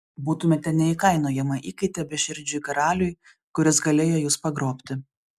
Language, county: Lithuanian, Šiauliai